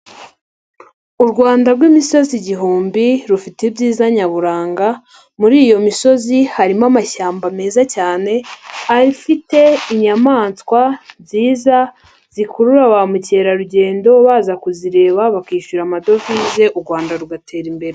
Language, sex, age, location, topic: Kinyarwanda, female, 50+, Nyagatare, agriculture